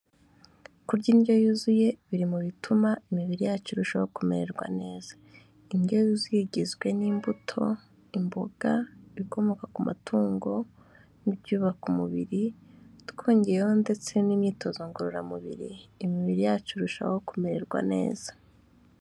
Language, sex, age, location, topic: Kinyarwanda, female, 25-35, Kigali, health